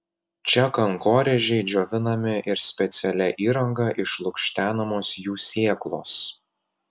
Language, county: Lithuanian, Telšiai